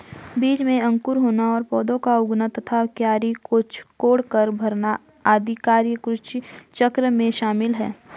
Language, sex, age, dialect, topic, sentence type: Hindi, female, 41-45, Garhwali, agriculture, statement